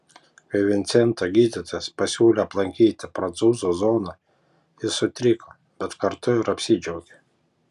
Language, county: Lithuanian, Panevėžys